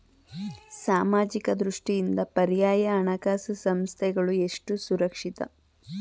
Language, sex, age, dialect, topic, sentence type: Kannada, female, 18-24, Mysore Kannada, banking, question